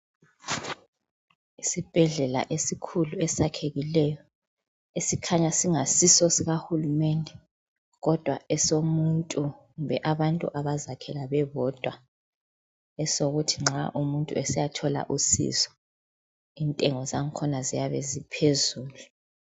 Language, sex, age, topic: North Ndebele, female, 25-35, health